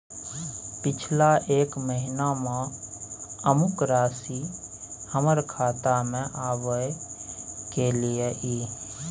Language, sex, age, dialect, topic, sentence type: Maithili, male, 25-30, Bajjika, banking, question